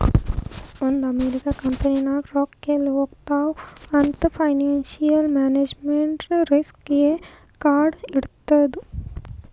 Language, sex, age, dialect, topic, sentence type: Kannada, female, 18-24, Northeastern, banking, statement